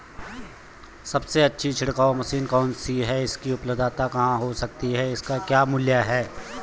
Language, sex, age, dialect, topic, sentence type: Hindi, male, 25-30, Garhwali, agriculture, question